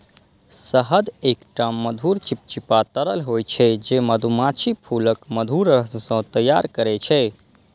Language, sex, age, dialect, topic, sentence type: Maithili, male, 25-30, Eastern / Thethi, agriculture, statement